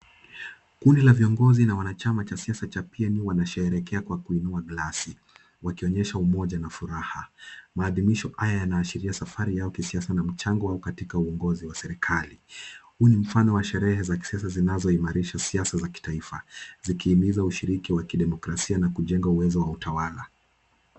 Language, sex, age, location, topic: Swahili, male, 18-24, Kisumu, government